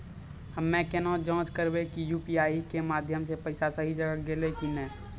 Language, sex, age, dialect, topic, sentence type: Maithili, male, 18-24, Angika, banking, question